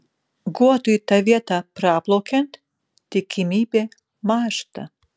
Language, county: Lithuanian, Kaunas